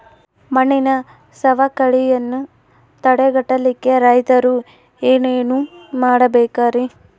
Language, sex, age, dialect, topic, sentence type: Kannada, female, 25-30, Central, agriculture, question